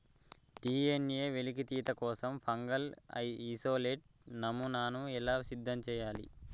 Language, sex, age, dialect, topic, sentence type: Telugu, male, 18-24, Telangana, agriculture, question